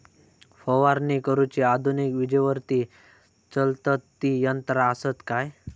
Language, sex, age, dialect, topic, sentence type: Marathi, male, 18-24, Southern Konkan, agriculture, question